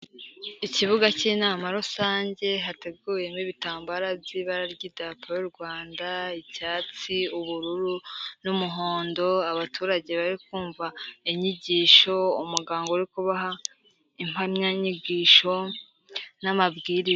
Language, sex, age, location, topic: Kinyarwanda, female, 18-24, Kigali, health